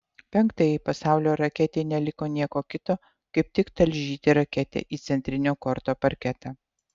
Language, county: Lithuanian, Utena